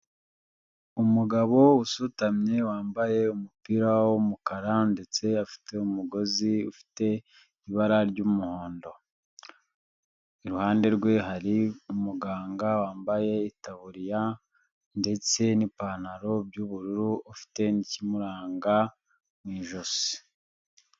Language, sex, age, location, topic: Kinyarwanda, male, 25-35, Huye, health